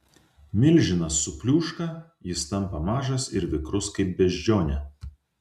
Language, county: Lithuanian, Vilnius